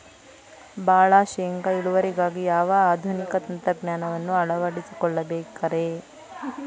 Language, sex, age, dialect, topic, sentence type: Kannada, female, 18-24, Dharwad Kannada, agriculture, question